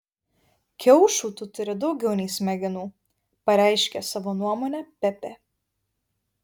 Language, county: Lithuanian, Vilnius